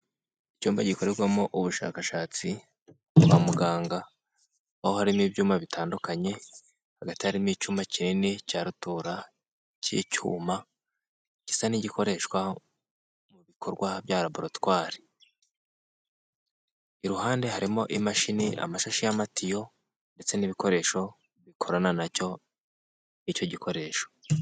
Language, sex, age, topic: Kinyarwanda, male, 18-24, health